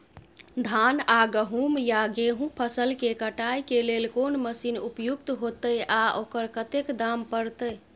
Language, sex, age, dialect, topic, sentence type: Maithili, female, 31-35, Bajjika, agriculture, question